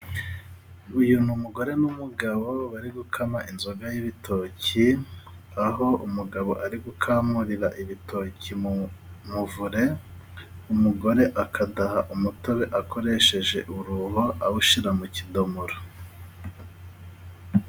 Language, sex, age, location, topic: Kinyarwanda, male, 36-49, Musanze, government